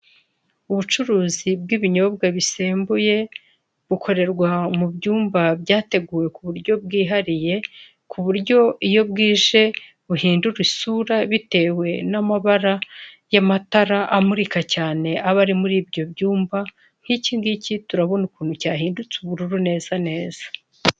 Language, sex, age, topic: Kinyarwanda, male, 36-49, finance